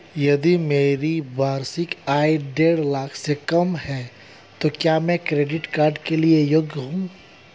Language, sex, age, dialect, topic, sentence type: Hindi, male, 31-35, Hindustani Malvi Khadi Boli, banking, question